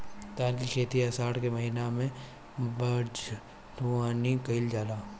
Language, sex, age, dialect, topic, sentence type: Bhojpuri, female, 18-24, Northern, agriculture, question